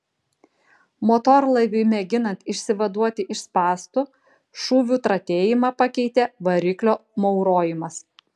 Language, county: Lithuanian, Kaunas